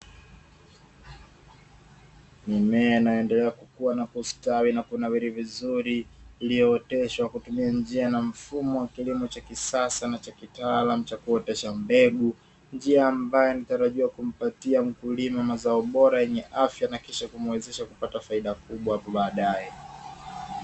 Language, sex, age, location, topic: Swahili, male, 25-35, Dar es Salaam, agriculture